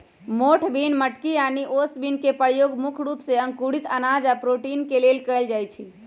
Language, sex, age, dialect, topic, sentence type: Magahi, female, 18-24, Western, agriculture, statement